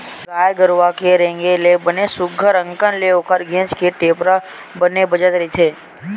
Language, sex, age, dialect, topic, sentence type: Chhattisgarhi, male, 18-24, Western/Budati/Khatahi, agriculture, statement